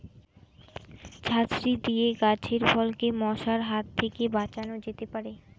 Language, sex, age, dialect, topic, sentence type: Bengali, female, 18-24, Rajbangshi, agriculture, question